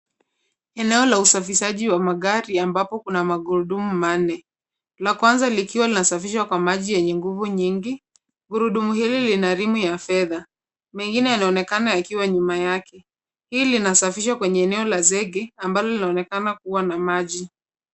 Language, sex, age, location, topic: Swahili, female, 25-35, Nairobi, finance